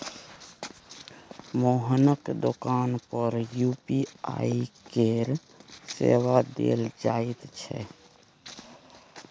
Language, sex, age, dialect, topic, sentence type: Maithili, male, 36-40, Bajjika, banking, statement